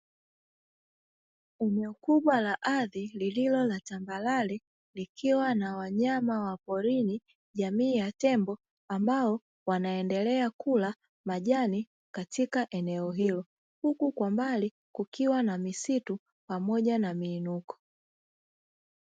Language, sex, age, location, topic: Swahili, female, 36-49, Dar es Salaam, agriculture